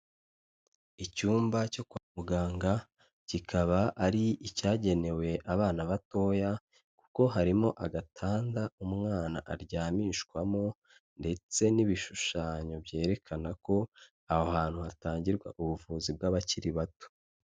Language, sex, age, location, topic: Kinyarwanda, male, 25-35, Kigali, health